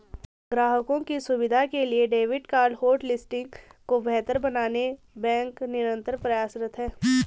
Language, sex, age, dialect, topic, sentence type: Hindi, female, 18-24, Garhwali, banking, statement